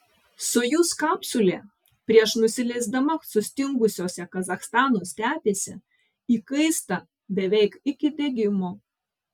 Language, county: Lithuanian, Vilnius